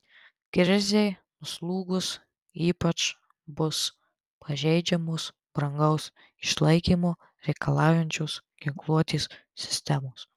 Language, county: Lithuanian, Tauragė